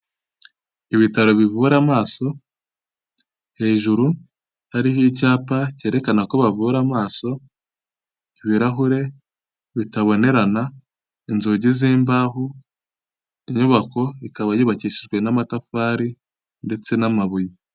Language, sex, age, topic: Kinyarwanda, male, 18-24, health